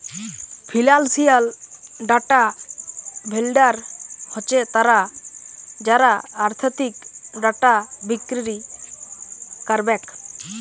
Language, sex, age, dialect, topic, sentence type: Bengali, male, 18-24, Jharkhandi, banking, statement